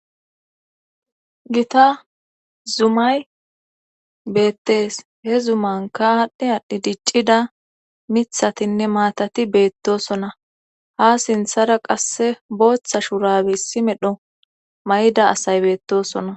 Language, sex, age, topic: Gamo, female, 18-24, government